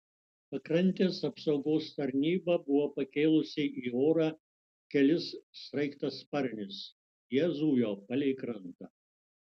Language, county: Lithuanian, Utena